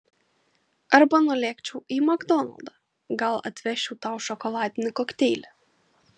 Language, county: Lithuanian, Kaunas